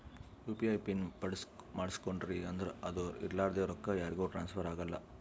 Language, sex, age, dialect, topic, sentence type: Kannada, male, 56-60, Northeastern, banking, statement